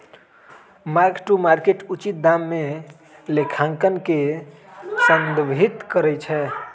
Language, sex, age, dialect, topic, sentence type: Magahi, male, 18-24, Western, banking, statement